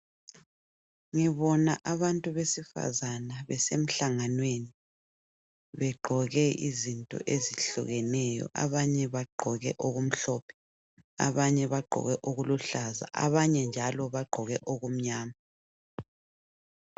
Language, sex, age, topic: North Ndebele, female, 25-35, health